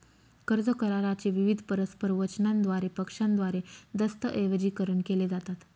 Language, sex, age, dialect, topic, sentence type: Marathi, female, 36-40, Northern Konkan, banking, statement